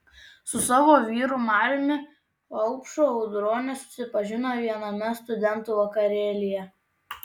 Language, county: Lithuanian, Tauragė